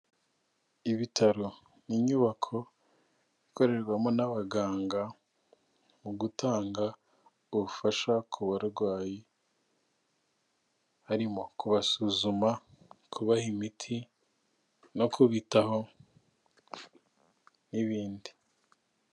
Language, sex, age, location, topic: Kinyarwanda, male, 25-35, Kigali, health